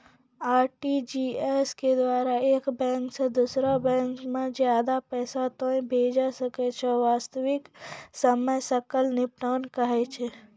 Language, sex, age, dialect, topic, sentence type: Maithili, female, 51-55, Angika, banking, question